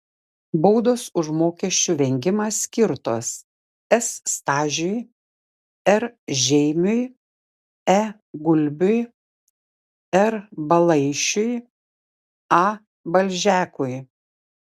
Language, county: Lithuanian, Šiauliai